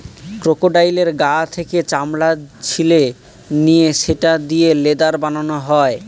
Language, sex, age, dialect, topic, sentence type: Bengali, male, 18-24, Northern/Varendri, agriculture, statement